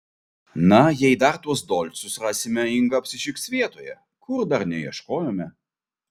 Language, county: Lithuanian, Vilnius